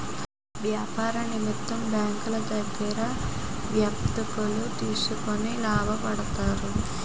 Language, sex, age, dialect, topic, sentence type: Telugu, female, 18-24, Utterandhra, banking, statement